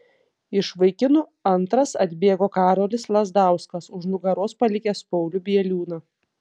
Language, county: Lithuanian, Panevėžys